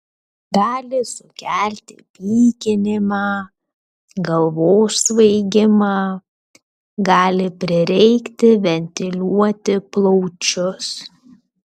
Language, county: Lithuanian, Kaunas